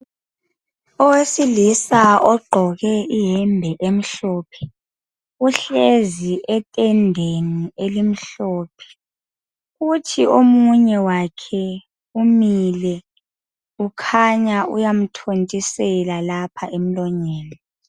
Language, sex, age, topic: North Ndebele, female, 25-35, health